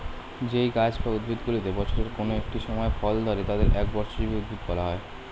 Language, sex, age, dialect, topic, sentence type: Bengali, male, 18-24, Standard Colloquial, agriculture, statement